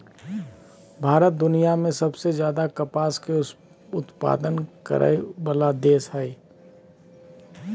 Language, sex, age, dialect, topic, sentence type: Magahi, male, 31-35, Southern, agriculture, statement